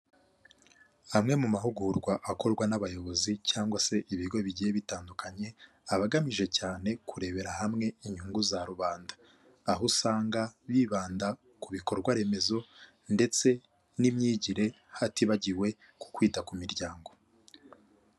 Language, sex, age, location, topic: Kinyarwanda, male, 25-35, Kigali, government